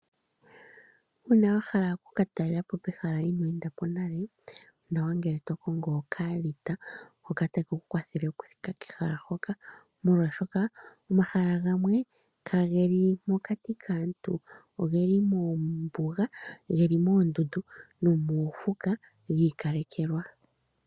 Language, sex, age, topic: Oshiwambo, female, 25-35, agriculture